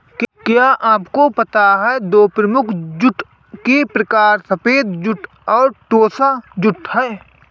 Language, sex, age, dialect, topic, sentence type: Hindi, male, 25-30, Awadhi Bundeli, agriculture, statement